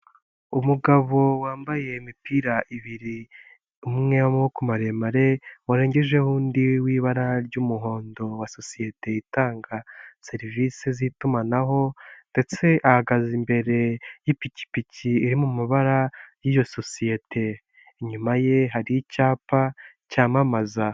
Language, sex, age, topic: Kinyarwanda, female, 18-24, finance